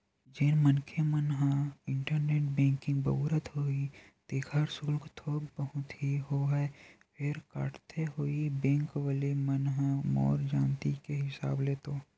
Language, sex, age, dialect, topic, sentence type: Chhattisgarhi, male, 18-24, Western/Budati/Khatahi, banking, statement